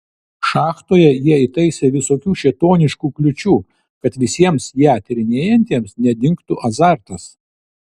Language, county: Lithuanian, Vilnius